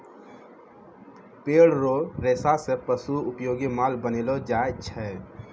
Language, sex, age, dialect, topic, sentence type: Maithili, male, 18-24, Angika, agriculture, statement